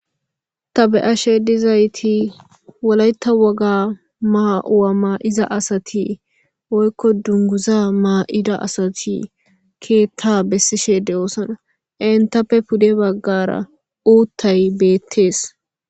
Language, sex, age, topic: Gamo, female, 18-24, government